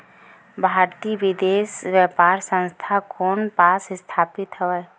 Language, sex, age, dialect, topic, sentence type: Chhattisgarhi, female, 18-24, Western/Budati/Khatahi, agriculture, question